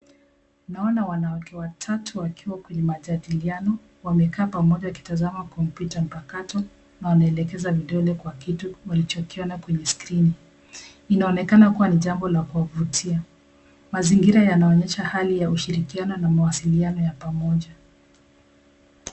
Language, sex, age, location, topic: Swahili, female, 25-35, Nairobi, education